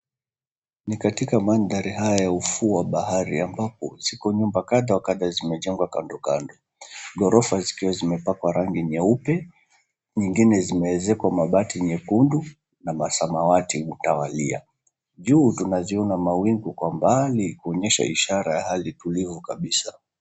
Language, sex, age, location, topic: Swahili, male, 25-35, Mombasa, government